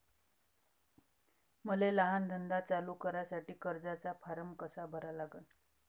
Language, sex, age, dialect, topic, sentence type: Marathi, female, 31-35, Varhadi, banking, question